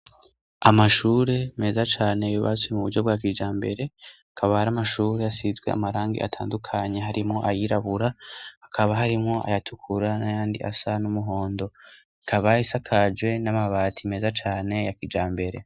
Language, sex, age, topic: Rundi, male, 25-35, education